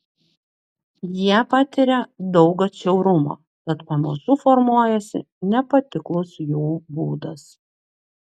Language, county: Lithuanian, Klaipėda